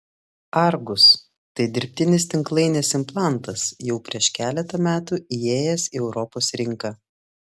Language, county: Lithuanian, Klaipėda